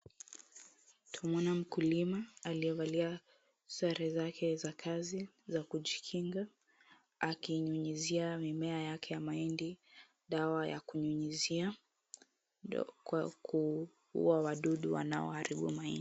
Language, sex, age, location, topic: Swahili, female, 50+, Kisumu, health